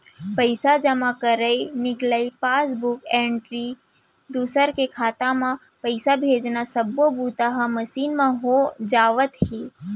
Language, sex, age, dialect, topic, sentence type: Chhattisgarhi, female, 18-24, Central, banking, statement